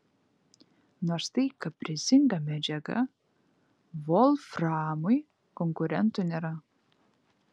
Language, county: Lithuanian, Vilnius